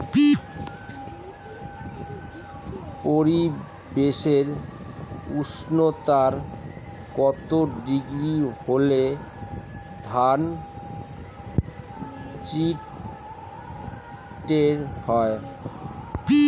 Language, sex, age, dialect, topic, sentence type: Bengali, male, 41-45, Standard Colloquial, agriculture, question